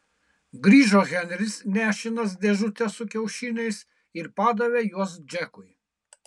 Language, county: Lithuanian, Kaunas